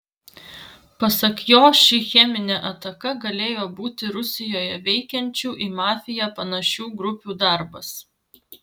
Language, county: Lithuanian, Vilnius